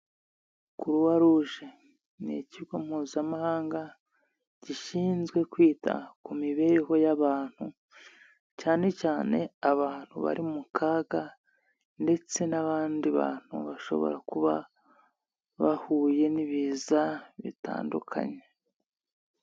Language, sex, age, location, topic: Kinyarwanda, male, 25-35, Nyagatare, health